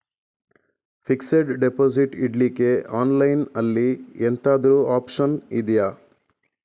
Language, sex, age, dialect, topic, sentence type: Kannada, male, 25-30, Coastal/Dakshin, banking, question